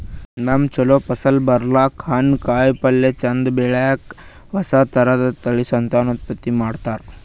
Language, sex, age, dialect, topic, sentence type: Kannada, male, 18-24, Northeastern, agriculture, statement